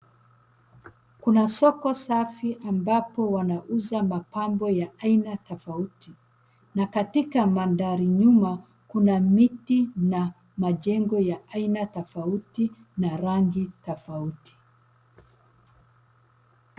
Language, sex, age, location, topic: Swahili, female, 36-49, Nairobi, finance